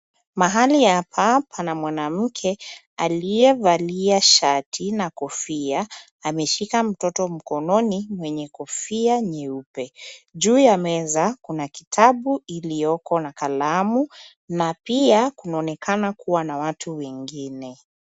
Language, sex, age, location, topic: Swahili, female, 25-35, Nairobi, health